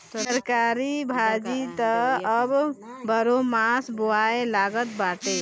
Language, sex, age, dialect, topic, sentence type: Bhojpuri, female, 25-30, Northern, agriculture, statement